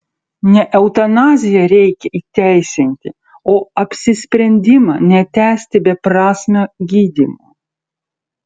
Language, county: Lithuanian, Utena